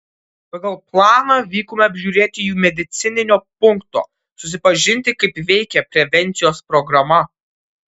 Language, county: Lithuanian, Kaunas